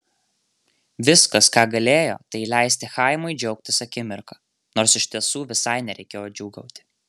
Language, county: Lithuanian, Marijampolė